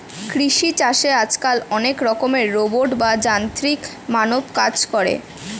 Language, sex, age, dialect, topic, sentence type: Bengali, female, <18, Standard Colloquial, agriculture, statement